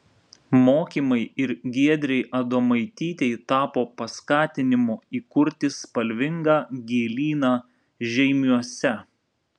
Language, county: Lithuanian, Vilnius